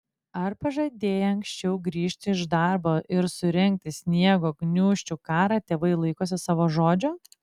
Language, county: Lithuanian, Klaipėda